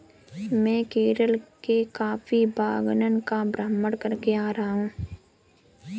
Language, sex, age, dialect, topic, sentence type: Hindi, male, 36-40, Kanauji Braj Bhasha, agriculture, statement